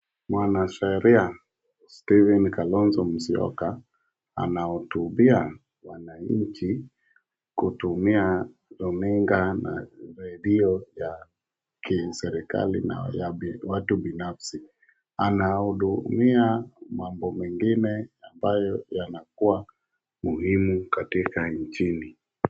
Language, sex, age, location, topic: Swahili, male, 36-49, Wajir, government